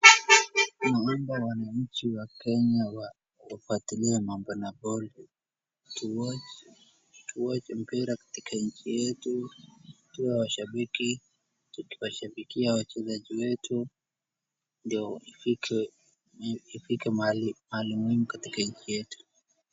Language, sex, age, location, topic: Swahili, male, 36-49, Wajir, government